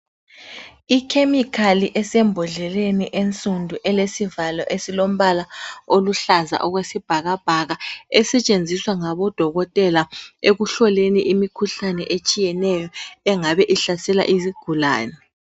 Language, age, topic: North Ndebele, 36-49, health